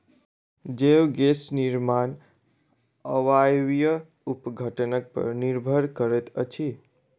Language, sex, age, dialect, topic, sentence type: Maithili, male, 18-24, Southern/Standard, agriculture, statement